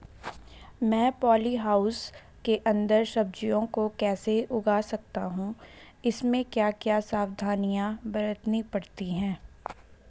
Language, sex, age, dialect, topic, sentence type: Hindi, female, 18-24, Garhwali, agriculture, question